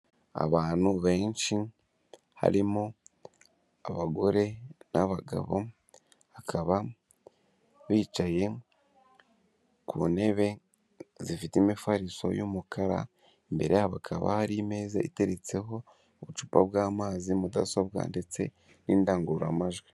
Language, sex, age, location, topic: Kinyarwanda, male, 18-24, Kigali, government